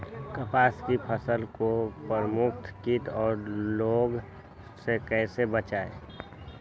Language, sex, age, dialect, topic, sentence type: Magahi, male, 18-24, Western, agriculture, question